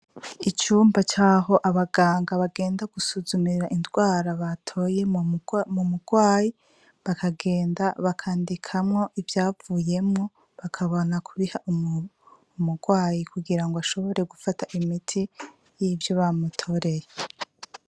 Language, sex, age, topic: Rundi, female, 25-35, education